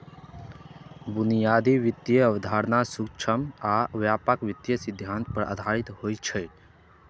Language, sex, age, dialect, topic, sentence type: Maithili, male, 18-24, Eastern / Thethi, banking, statement